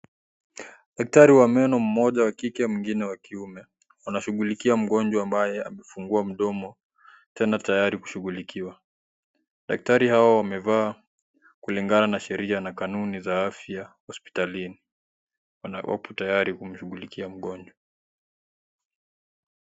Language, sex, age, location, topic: Swahili, male, 18-24, Kisii, health